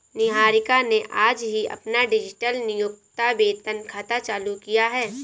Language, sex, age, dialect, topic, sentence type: Hindi, female, 18-24, Awadhi Bundeli, banking, statement